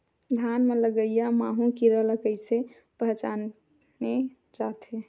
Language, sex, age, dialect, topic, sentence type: Chhattisgarhi, female, 31-35, Western/Budati/Khatahi, agriculture, question